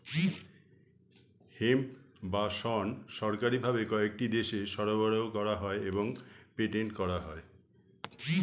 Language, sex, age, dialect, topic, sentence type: Bengali, male, 51-55, Standard Colloquial, agriculture, statement